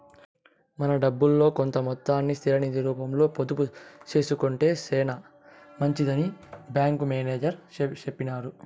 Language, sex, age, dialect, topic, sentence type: Telugu, male, 18-24, Southern, banking, statement